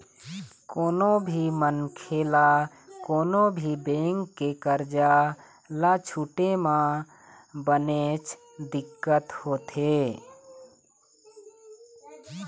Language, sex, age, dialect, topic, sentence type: Chhattisgarhi, male, 36-40, Eastern, banking, statement